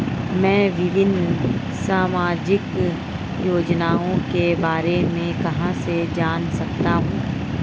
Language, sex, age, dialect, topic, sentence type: Hindi, female, 36-40, Marwari Dhudhari, banking, question